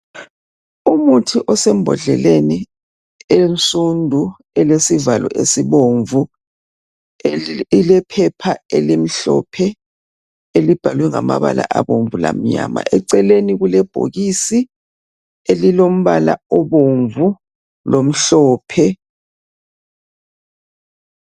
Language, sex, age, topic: North Ndebele, male, 36-49, health